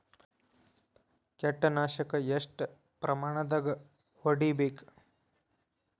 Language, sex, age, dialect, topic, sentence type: Kannada, male, 18-24, Dharwad Kannada, agriculture, question